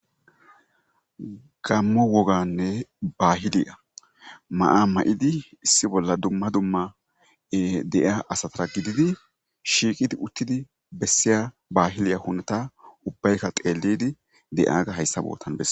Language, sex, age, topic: Gamo, male, 25-35, government